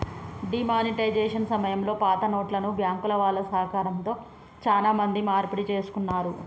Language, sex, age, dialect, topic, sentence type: Telugu, female, 18-24, Telangana, banking, statement